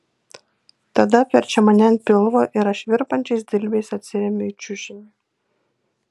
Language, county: Lithuanian, Kaunas